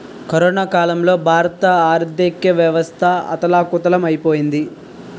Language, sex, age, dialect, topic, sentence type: Telugu, male, 18-24, Utterandhra, banking, statement